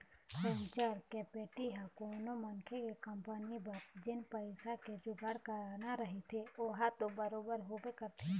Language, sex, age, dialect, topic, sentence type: Chhattisgarhi, female, 25-30, Eastern, banking, statement